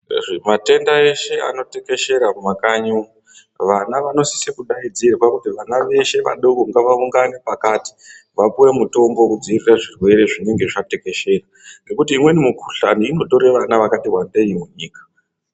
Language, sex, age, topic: Ndau, female, 36-49, health